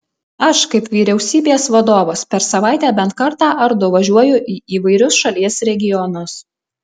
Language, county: Lithuanian, Alytus